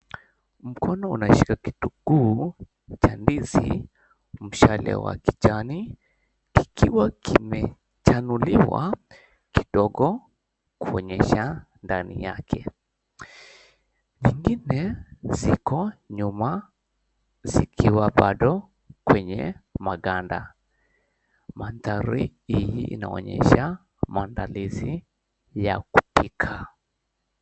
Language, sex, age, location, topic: Swahili, male, 18-24, Mombasa, agriculture